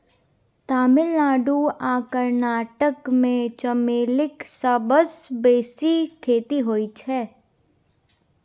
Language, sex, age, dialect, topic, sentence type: Maithili, female, 18-24, Bajjika, agriculture, statement